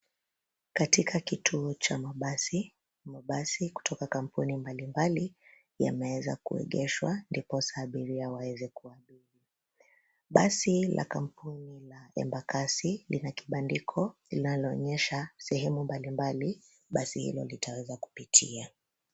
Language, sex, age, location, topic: Swahili, female, 25-35, Nairobi, government